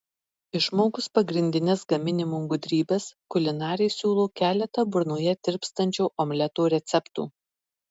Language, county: Lithuanian, Marijampolė